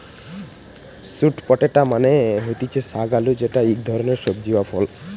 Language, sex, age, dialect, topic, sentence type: Bengali, male, 18-24, Western, agriculture, statement